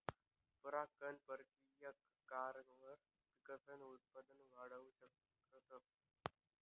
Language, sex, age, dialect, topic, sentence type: Marathi, male, 25-30, Northern Konkan, agriculture, statement